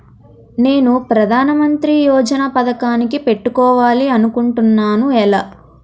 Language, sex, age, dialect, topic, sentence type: Telugu, female, 18-24, Utterandhra, banking, question